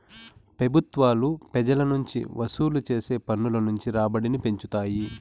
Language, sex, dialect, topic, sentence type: Telugu, male, Southern, banking, statement